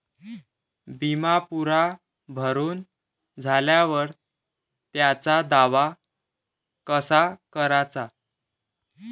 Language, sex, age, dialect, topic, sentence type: Marathi, male, 18-24, Varhadi, banking, question